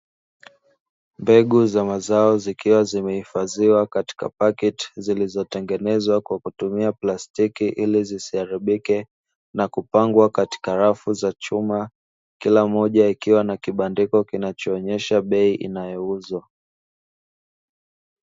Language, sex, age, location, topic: Swahili, male, 18-24, Dar es Salaam, agriculture